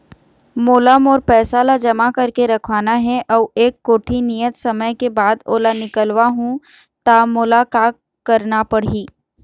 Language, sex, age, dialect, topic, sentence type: Chhattisgarhi, female, 36-40, Eastern, banking, question